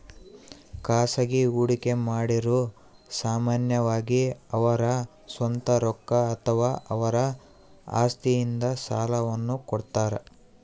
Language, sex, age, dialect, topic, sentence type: Kannada, male, 18-24, Central, banking, statement